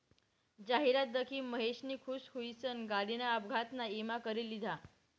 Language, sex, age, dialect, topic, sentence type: Marathi, female, 18-24, Northern Konkan, banking, statement